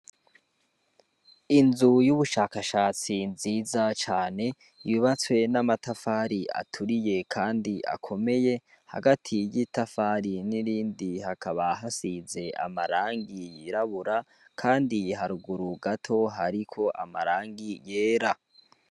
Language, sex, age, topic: Rundi, male, 18-24, education